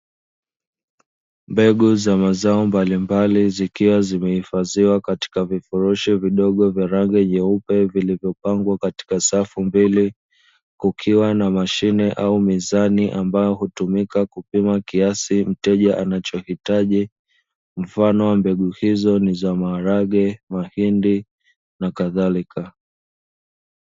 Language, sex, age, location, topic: Swahili, male, 25-35, Dar es Salaam, agriculture